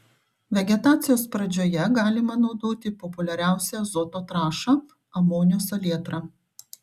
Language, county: Lithuanian, Šiauliai